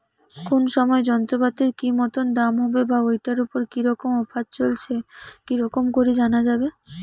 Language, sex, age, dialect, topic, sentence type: Bengali, female, 18-24, Rajbangshi, agriculture, question